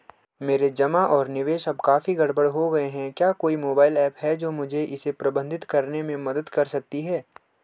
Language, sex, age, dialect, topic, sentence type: Hindi, male, 18-24, Hindustani Malvi Khadi Boli, banking, question